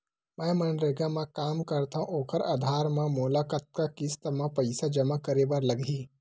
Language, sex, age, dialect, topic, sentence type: Chhattisgarhi, male, 18-24, Western/Budati/Khatahi, banking, question